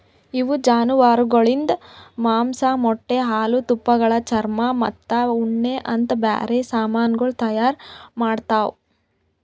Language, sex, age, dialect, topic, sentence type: Kannada, female, 25-30, Northeastern, agriculture, statement